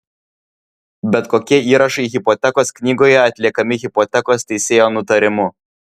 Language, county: Lithuanian, Vilnius